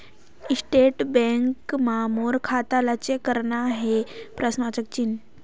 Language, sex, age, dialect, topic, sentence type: Chhattisgarhi, female, 18-24, Northern/Bhandar, banking, question